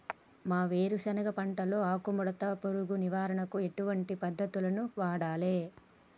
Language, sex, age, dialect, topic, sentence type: Telugu, female, 25-30, Telangana, agriculture, question